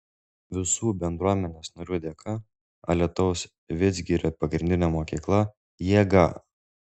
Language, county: Lithuanian, Šiauliai